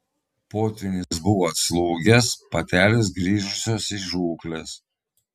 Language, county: Lithuanian, Telšiai